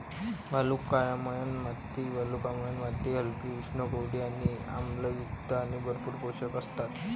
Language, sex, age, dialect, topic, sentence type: Marathi, male, 18-24, Varhadi, agriculture, statement